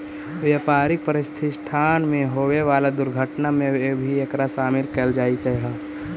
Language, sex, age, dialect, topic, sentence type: Magahi, male, 18-24, Central/Standard, banking, statement